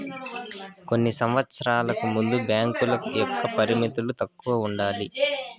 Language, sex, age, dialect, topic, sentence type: Telugu, male, 18-24, Southern, banking, statement